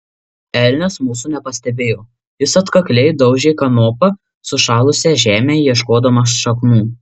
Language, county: Lithuanian, Marijampolė